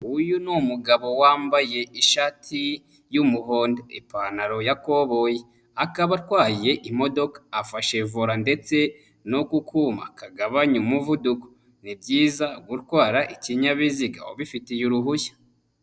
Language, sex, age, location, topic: Kinyarwanda, male, 25-35, Nyagatare, finance